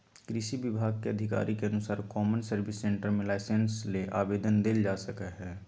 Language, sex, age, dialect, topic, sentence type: Magahi, male, 18-24, Southern, agriculture, statement